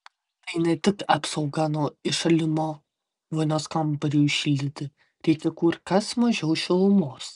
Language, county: Lithuanian, Vilnius